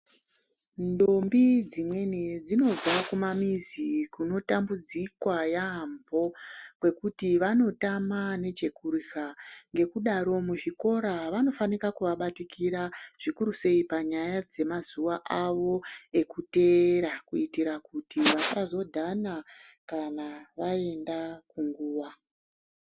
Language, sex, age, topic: Ndau, female, 36-49, health